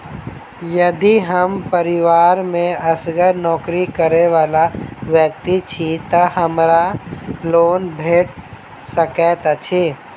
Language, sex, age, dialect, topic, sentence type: Maithili, male, 18-24, Southern/Standard, banking, question